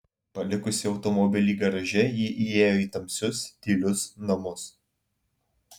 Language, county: Lithuanian, Alytus